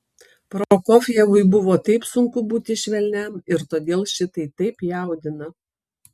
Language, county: Lithuanian, Kaunas